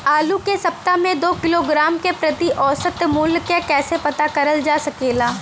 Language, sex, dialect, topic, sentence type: Bhojpuri, female, Western, agriculture, question